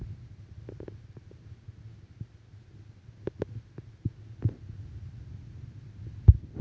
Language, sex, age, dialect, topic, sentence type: Telugu, male, 31-35, Telangana, agriculture, statement